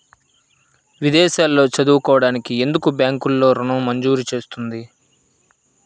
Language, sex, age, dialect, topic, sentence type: Telugu, male, 25-30, Central/Coastal, banking, question